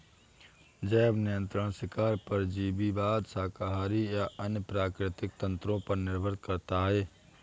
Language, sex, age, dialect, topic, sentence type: Hindi, male, 18-24, Awadhi Bundeli, agriculture, statement